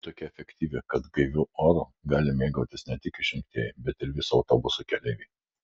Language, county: Lithuanian, Vilnius